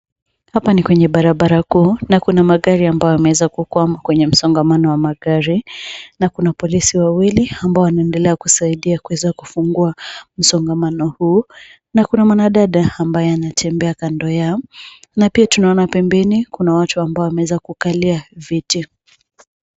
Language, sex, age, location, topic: Swahili, female, 25-35, Nairobi, government